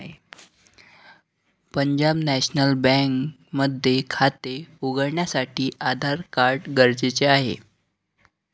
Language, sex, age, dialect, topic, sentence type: Marathi, male, 60-100, Northern Konkan, banking, statement